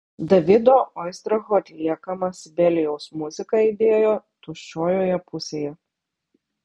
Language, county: Lithuanian, Vilnius